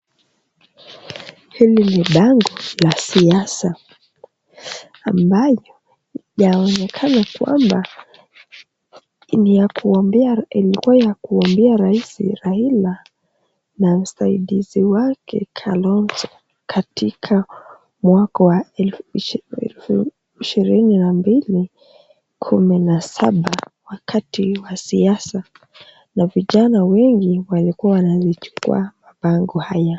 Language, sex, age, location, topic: Swahili, female, 18-24, Nakuru, government